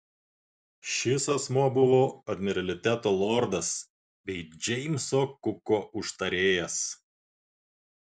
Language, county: Lithuanian, Klaipėda